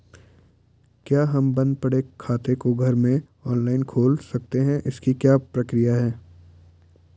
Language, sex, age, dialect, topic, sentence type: Hindi, male, 18-24, Garhwali, banking, question